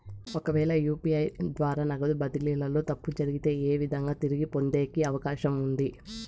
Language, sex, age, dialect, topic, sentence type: Telugu, female, 18-24, Southern, banking, question